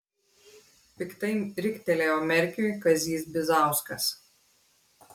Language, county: Lithuanian, Klaipėda